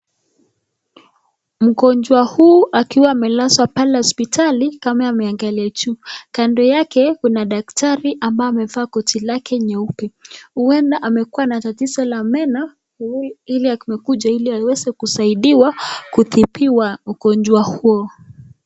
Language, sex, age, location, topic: Swahili, female, 25-35, Nakuru, health